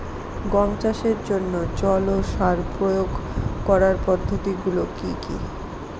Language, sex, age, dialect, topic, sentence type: Bengali, female, 25-30, Northern/Varendri, agriculture, question